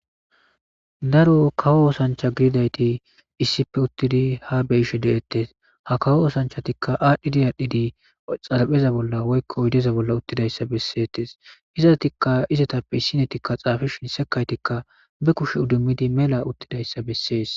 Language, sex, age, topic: Gamo, male, 18-24, government